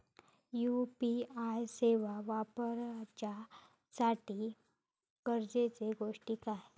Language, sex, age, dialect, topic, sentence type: Marathi, female, 25-30, Southern Konkan, banking, question